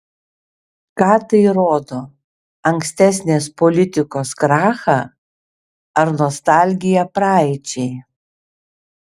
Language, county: Lithuanian, Šiauliai